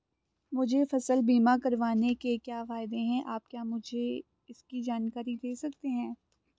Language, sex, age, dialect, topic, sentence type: Hindi, female, 18-24, Garhwali, banking, question